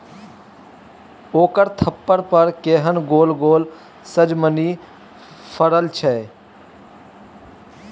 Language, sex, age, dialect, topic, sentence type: Maithili, male, 18-24, Bajjika, agriculture, statement